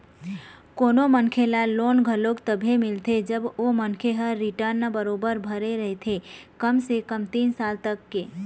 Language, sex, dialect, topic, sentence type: Chhattisgarhi, female, Eastern, banking, statement